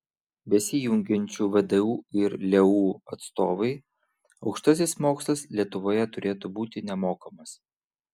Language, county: Lithuanian, Vilnius